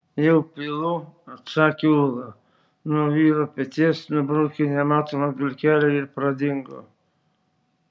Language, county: Lithuanian, Šiauliai